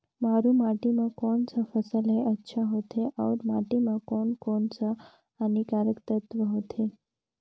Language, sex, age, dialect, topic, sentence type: Chhattisgarhi, female, 56-60, Northern/Bhandar, agriculture, question